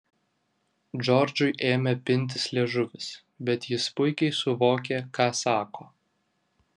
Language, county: Lithuanian, Vilnius